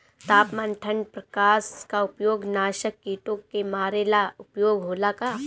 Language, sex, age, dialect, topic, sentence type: Bhojpuri, female, 18-24, Northern, agriculture, question